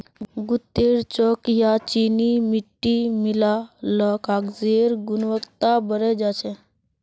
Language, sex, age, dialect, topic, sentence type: Magahi, female, 31-35, Northeastern/Surjapuri, agriculture, statement